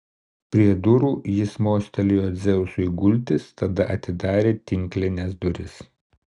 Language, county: Lithuanian, Kaunas